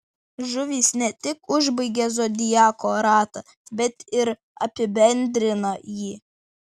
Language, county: Lithuanian, Vilnius